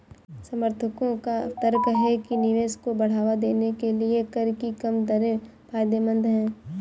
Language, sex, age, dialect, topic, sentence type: Hindi, female, 18-24, Kanauji Braj Bhasha, banking, statement